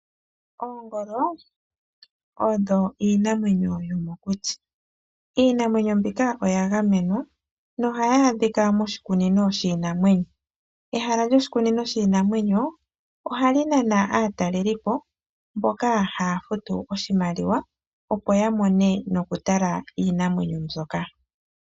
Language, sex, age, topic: Oshiwambo, male, 25-35, agriculture